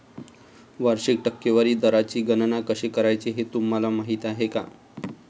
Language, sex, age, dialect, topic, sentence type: Marathi, male, 25-30, Varhadi, banking, statement